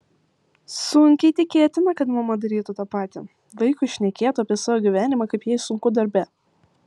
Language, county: Lithuanian, Vilnius